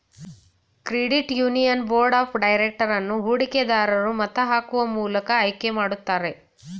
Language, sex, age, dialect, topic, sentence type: Kannada, female, 36-40, Mysore Kannada, banking, statement